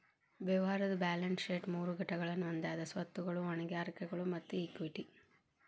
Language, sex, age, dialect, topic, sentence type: Kannada, female, 31-35, Dharwad Kannada, banking, statement